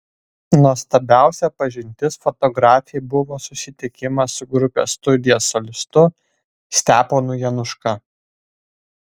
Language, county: Lithuanian, Vilnius